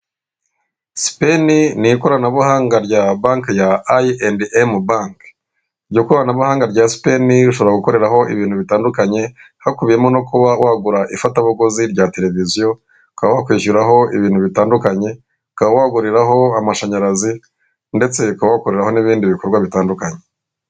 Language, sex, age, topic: Kinyarwanda, male, 36-49, finance